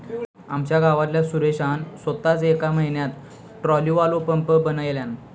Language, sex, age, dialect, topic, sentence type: Marathi, male, 18-24, Southern Konkan, agriculture, statement